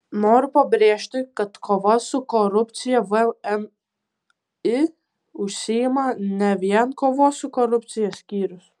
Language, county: Lithuanian, Kaunas